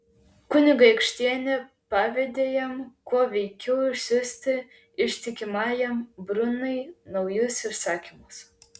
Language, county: Lithuanian, Klaipėda